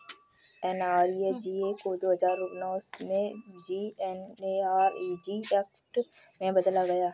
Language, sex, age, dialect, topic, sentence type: Hindi, female, 60-100, Kanauji Braj Bhasha, banking, statement